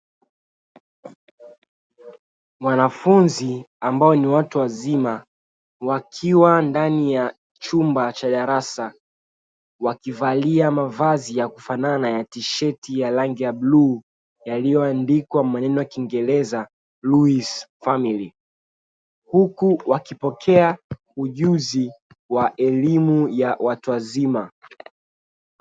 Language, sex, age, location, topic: Swahili, male, 36-49, Dar es Salaam, education